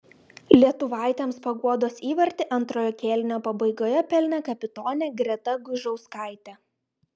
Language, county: Lithuanian, Klaipėda